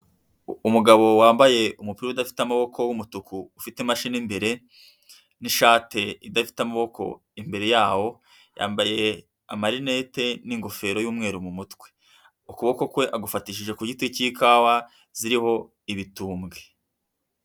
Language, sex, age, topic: Kinyarwanda, female, 50+, agriculture